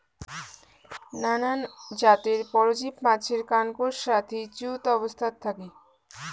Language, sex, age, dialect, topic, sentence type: Bengali, female, 18-24, Rajbangshi, agriculture, statement